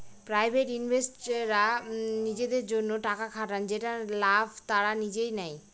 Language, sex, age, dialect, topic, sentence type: Bengali, female, 25-30, Northern/Varendri, banking, statement